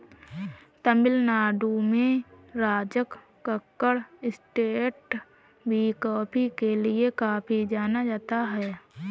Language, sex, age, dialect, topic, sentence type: Hindi, female, 31-35, Marwari Dhudhari, agriculture, statement